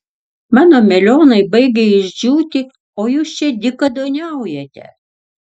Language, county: Lithuanian, Tauragė